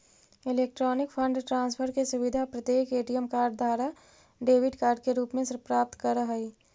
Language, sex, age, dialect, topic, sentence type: Magahi, female, 18-24, Central/Standard, banking, statement